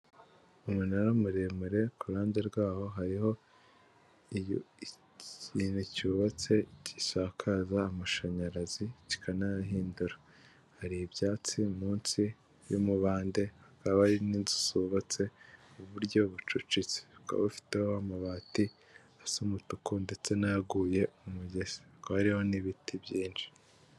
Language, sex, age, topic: Kinyarwanda, male, 18-24, government